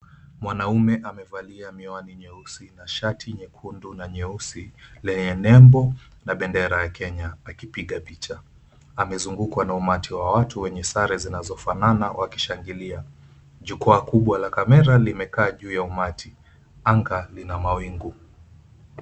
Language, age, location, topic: Swahili, 25-35, Mombasa, government